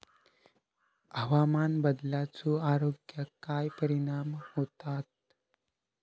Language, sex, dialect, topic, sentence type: Marathi, male, Southern Konkan, agriculture, question